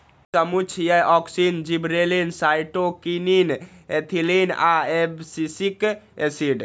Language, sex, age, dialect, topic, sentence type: Maithili, male, 31-35, Eastern / Thethi, agriculture, statement